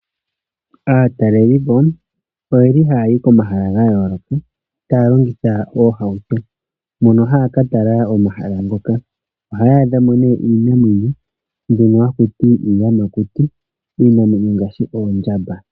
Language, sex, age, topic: Oshiwambo, male, 25-35, agriculture